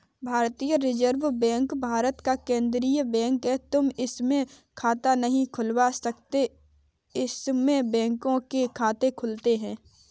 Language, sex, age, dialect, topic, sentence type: Hindi, female, 18-24, Kanauji Braj Bhasha, banking, statement